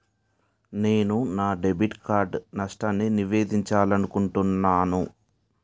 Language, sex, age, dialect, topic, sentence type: Telugu, male, 18-24, Utterandhra, banking, statement